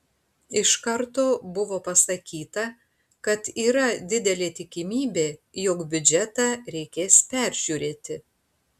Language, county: Lithuanian, Panevėžys